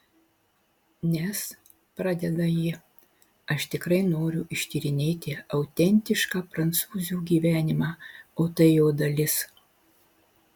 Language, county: Lithuanian, Marijampolė